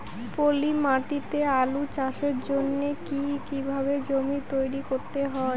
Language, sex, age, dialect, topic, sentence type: Bengali, female, 18-24, Rajbangshi, agriculture, question